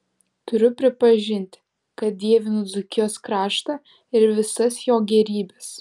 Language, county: Lithuanian, Alytus